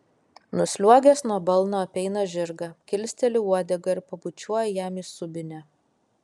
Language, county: Lithuanian, Kaunas